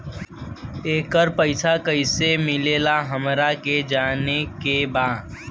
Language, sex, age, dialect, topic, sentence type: Bhojpuri, female, 18-24, Western, banking, question